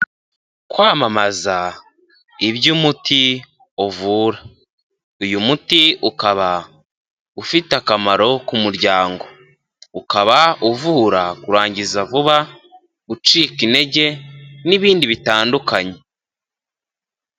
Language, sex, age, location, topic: Kinyarwanda, male, 18-24, Huye, health